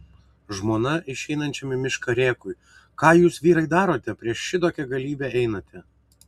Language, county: Lithuanian, Vilnius